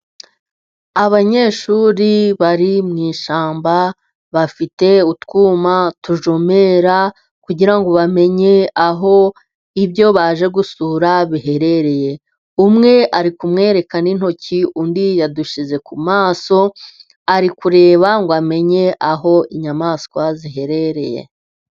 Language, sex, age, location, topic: Kinyarwanda, female, 25-35, Musanze, education